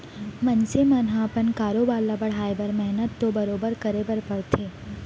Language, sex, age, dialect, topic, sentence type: Chhattisgarhi, female, 18-24, Central, banking, statement